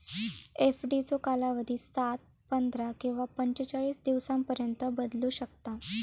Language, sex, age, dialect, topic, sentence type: Marathi, female, 18-24, Southern Konkan, banking, statement